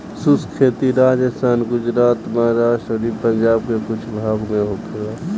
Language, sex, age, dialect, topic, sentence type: Bhojpuri, male, 18-24, Southern / Standard, agriculture, statement